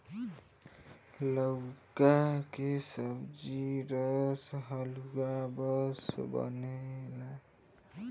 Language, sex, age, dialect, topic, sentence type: Bhojpuri, male, 18-24, Northern, agriculture, statement